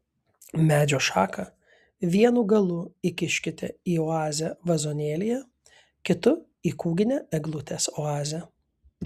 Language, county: Lithuanian, Kaunas